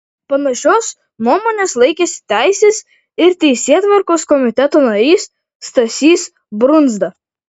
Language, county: Lithuanian, Vilnius